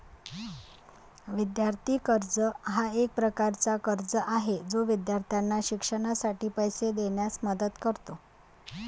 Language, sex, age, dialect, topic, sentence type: Marathi, female, 31-35, Varhadi, banking, statement